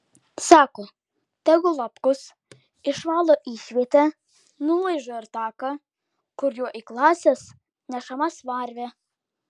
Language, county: Lithuanian, Klaipėda